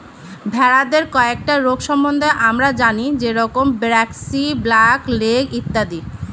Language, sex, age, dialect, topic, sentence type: Bengali, female, 25-30, Standard Colloquial, agriculture, statement